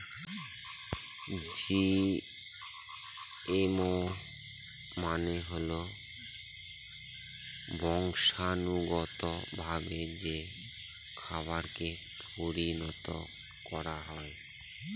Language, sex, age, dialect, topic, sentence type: Bengali, male, 31-35, Northern/Varendri, agriculture, statement